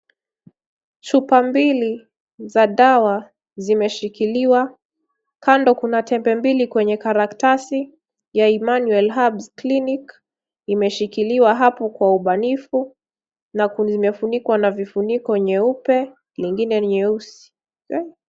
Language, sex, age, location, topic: Swahili, female, 25-35, Kisumu, health